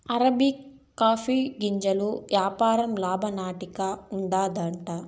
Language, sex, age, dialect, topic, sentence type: Telugu, female, 25-30, Southern, agriculture, statement